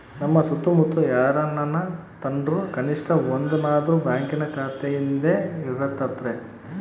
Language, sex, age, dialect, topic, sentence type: Kannada, male, 25-30, Central, banking, statement